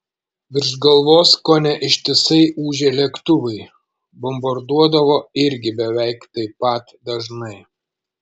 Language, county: Lithuanian, Šiauliai